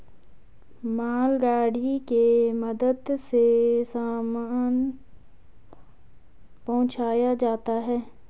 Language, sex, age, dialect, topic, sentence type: Hindi, female, 18-24, Garhwali, banking, statement